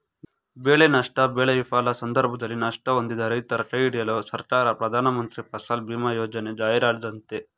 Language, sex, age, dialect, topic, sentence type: Kannada, male, 18-24, Mysore Kannada, agriculture, statement